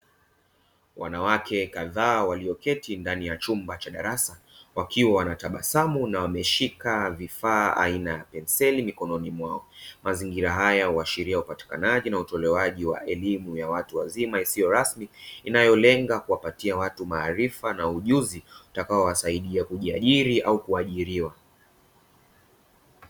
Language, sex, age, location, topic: Swahili, male, 25-35, Dar es Salaam, education